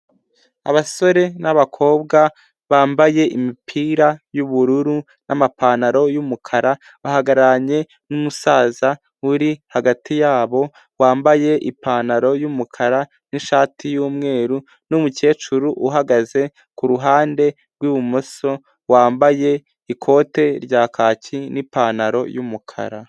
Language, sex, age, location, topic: Kinyarwanda, male, 18-24, Huye, health